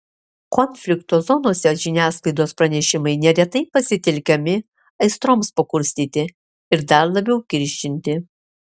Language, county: Lithuanian, Alytus